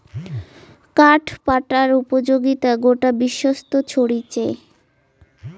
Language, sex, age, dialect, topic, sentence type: Bengali, female, 18-24, Rajbangshi, agriculture, statement